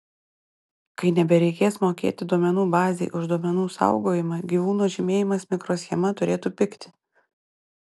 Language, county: Lithuanian, Panevėžys